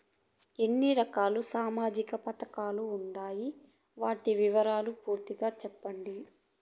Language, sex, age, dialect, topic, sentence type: Telugu, female, 25-30, Southern, banking, question